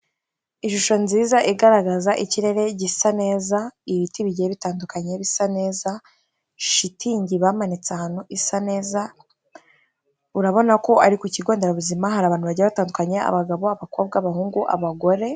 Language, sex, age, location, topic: Kinyarwanda, female, 36-49, Kigali, health